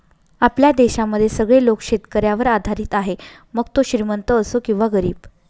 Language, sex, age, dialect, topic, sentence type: Marathi, female, 25-30, Northern Konkan, agriculture, statement